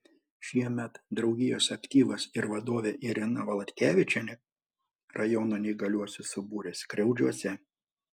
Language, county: Lithuanian, Panevėžys